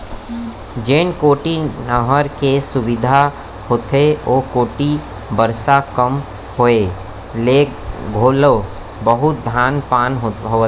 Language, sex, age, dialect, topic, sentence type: Chhattisgarhi, male, 25-30, Central, agriculture, statement